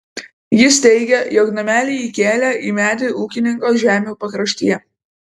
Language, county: Lithuanian, Vilnius